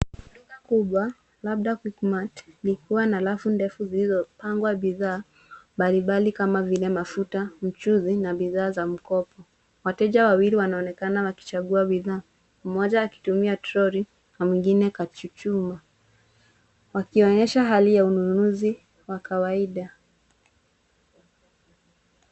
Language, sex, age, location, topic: Swahili, female, 36-49, Nairobi, finance